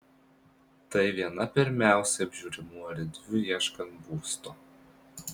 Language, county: Lithuanian, Marijampolė